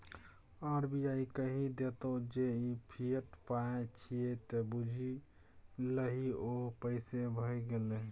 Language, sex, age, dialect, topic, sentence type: Maithili, male, 36-40, Bajjika, banking, statement